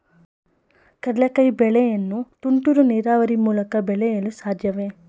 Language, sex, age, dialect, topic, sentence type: Kannada, female, 25-30, Mysore Kannada, agriculture, question